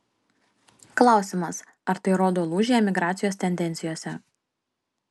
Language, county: Lithuanian, Panevėžys